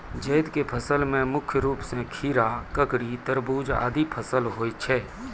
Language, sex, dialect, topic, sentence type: Maithili, male, Angika, agriculture, statement